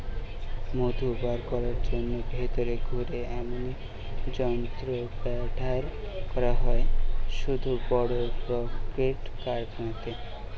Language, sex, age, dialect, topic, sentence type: Bengali, male, 18-24, Western, agriculture, statement